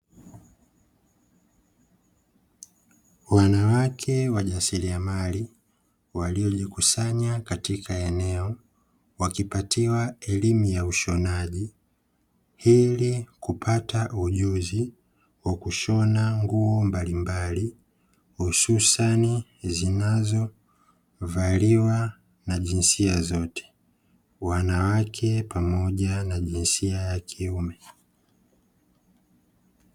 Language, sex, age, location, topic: Swahili, female, 18-24, Dar es Salaam, education